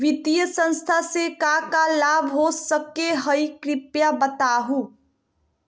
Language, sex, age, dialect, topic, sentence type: Magahi, female, 18-24, Southern, banking, question